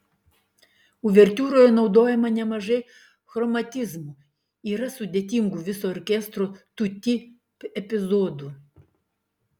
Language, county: Lithuanian, Klaipėda